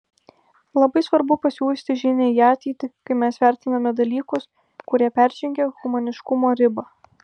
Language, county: Lithuanian, Vilnius